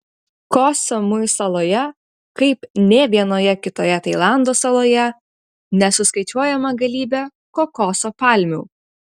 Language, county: Lithuanian, Utena